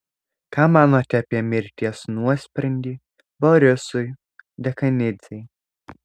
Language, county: Lithuanian, Alytus